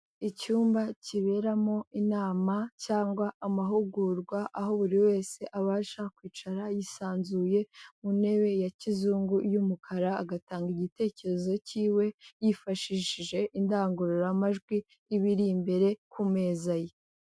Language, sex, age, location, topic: Kinyarwanda, female, 18-24, Kigali, health